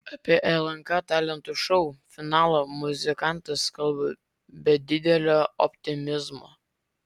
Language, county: Lithuanian, Vilnius